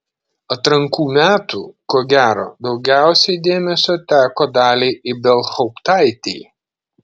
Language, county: Lithuanian, Šiauliai